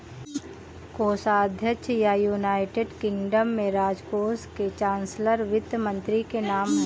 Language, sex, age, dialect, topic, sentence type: Hindi, female, 18-24, Kanauji Braj Bhasha, banking, statement